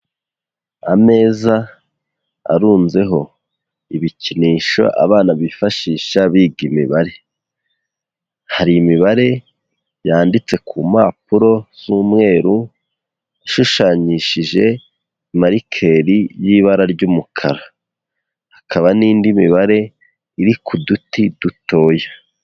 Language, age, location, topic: Kinyarwanda, 18-24, Huye, education